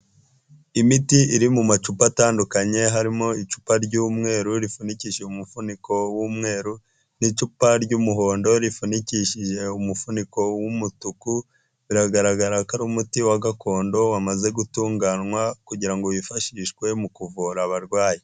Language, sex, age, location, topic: Kinyarwanda, female, 18-24, Huye, health